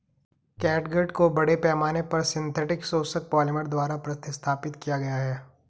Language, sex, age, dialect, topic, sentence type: Hindi, male, 18-24, Garhwali, agriculture, statement